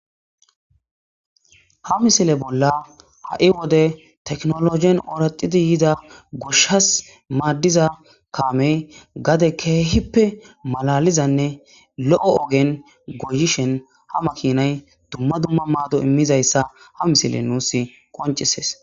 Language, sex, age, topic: Gamo, male, 25-35, agriculture